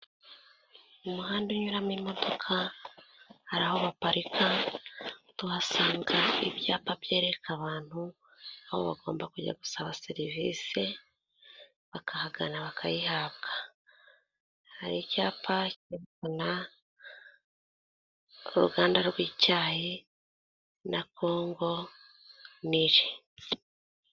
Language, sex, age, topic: Kinyarwanda, female, 25-35, government